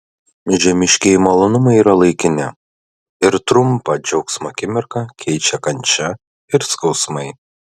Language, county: Lithuanian, Klaipėda